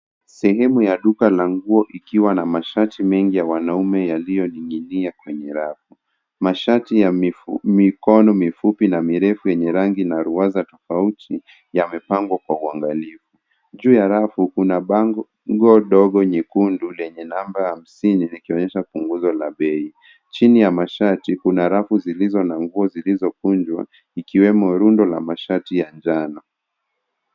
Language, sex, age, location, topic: Swahili, male, 18-24, Nairobi, finance